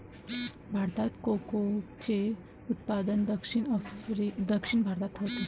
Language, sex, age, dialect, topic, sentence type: Marathi, female, 18-24, Varhadi, agriculture, statement